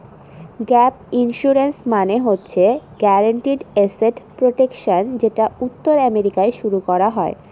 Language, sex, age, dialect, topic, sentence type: Bengali, female, 18-24, Northern/Varendri, banking, statement